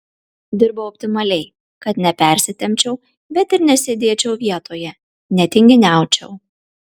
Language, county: Lithuanian, Kaunas